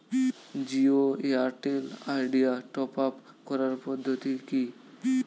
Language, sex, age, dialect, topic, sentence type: Bengali, male, 18-24, Standard Colloquial, banking, question